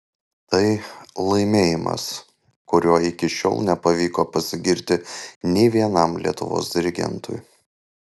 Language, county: Lithuanian, Panevėžys